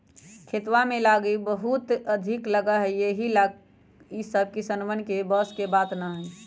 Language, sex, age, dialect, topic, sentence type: Magahi, female, 56-60, Western, agriculture, statement